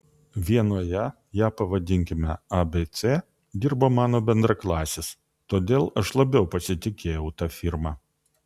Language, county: Lithuanian, Vilnius